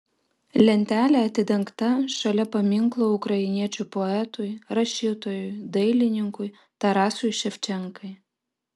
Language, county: Lithuanian, Vilnius